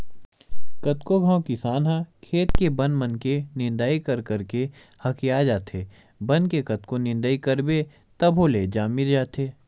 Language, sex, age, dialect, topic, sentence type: Chhattisgarhi, male, 18-24, Western/Budati/Khatahi, agriculture, statement